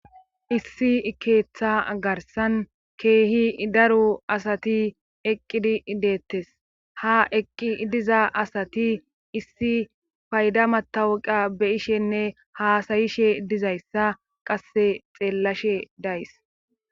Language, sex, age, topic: Gamo, female, 25-35, government